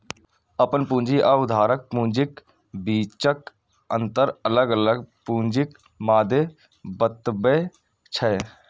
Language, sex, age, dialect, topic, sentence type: Maithili, male, 18-24, Eastern / Thethi, banking, statement